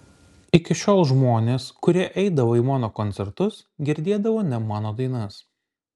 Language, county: Lithuanian, Kaunas